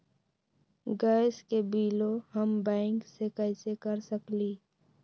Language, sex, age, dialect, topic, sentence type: Magahi, female, 18-24, Western, banking, question